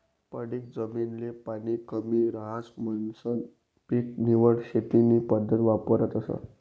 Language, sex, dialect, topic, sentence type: Marathi, male, Northern Konkan, agriculture, statement